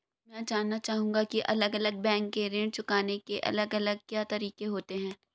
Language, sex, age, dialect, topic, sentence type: Hindi, female, 18-24, Marwari Dhudhari, banking, question